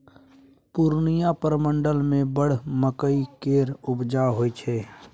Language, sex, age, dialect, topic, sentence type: Maithili, male, 18-24, Bajjika, banking, statement